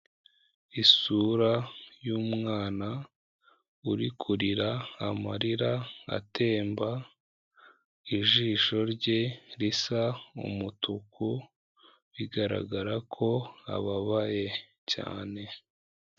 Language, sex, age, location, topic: Kinyarwanda, female, 18-24, Kigali, health